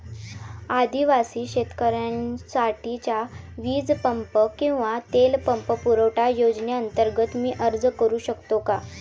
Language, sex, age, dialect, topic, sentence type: Marathi, female, 18-24, Standard Marathi, agriculture, question